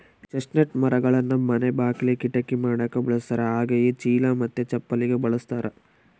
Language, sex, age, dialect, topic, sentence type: Kannada, male, 25-30, Central, agriculture, statement